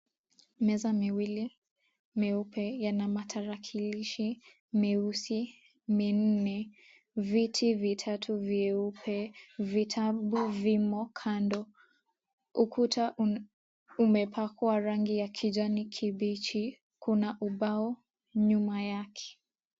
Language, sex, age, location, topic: Swahili, female, 18-24, Mombasa, education